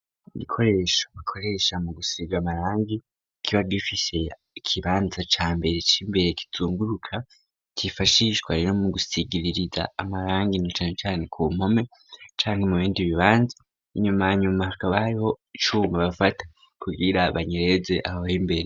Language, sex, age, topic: Rundi, male, 18-24, education